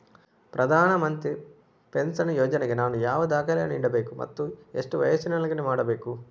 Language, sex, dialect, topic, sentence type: Kannada, male, Coastal/Dakshin, banking, question